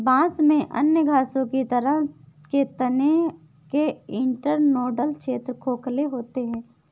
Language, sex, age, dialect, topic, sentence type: Hindi, female, 51-55, Awadhi Bundeli, agriculture, statement